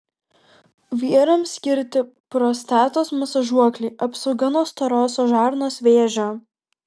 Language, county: Lithuanian, Kaunas